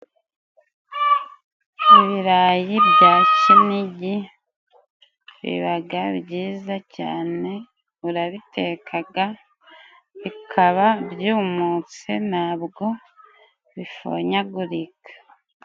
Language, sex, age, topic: Kinyarwanda, female, 25-35, agriculture